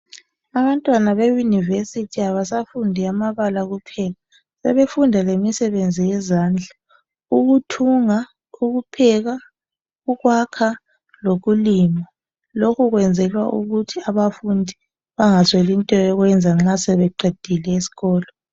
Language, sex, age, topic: North Ndebele, female, 25-35, education